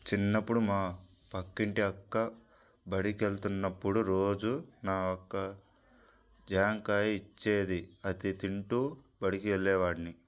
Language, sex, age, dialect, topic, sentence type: Telugu, male, 18-24, Central/Coastal, agriculture, statement